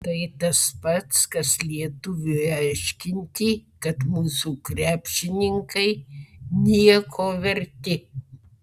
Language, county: Lithuanian, Vilnius